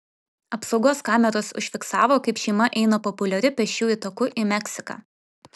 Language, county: Lithuanian, Vilnius